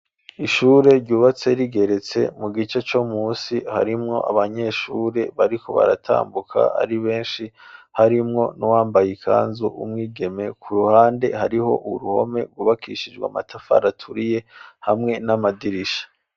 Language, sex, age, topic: Rundi, male, 25-35, education